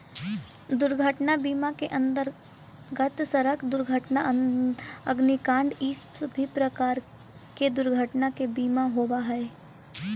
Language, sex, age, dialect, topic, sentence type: Magahi, female, 18-24, Central/Standard, banking, statement